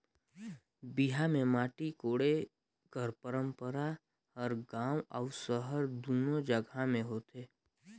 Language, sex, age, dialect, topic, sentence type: Chhattisgarhi, male, 25-30, Northern/Bhandar, agriculture, statement